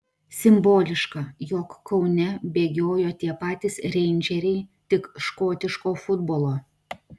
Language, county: Lithuanian, Klaipėda